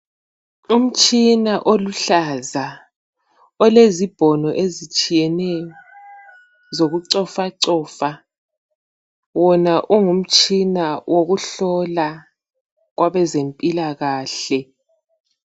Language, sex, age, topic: North Ndebele, female, 36-49, health